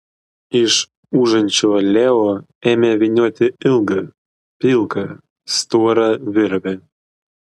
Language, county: Lithuanian, Klaipėda